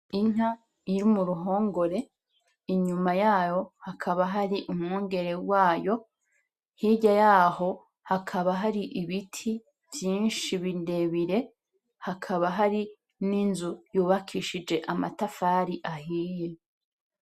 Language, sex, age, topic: Rundi, female, 25-35, agriculture